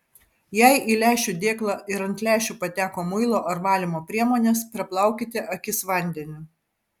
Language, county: Lithuanian, Vilnius